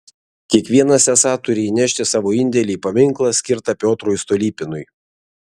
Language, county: Lithuanian, Vilnius